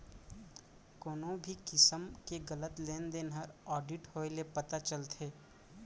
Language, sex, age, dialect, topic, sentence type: Chhattisgarhi, male, 25-30, Central, banking, statement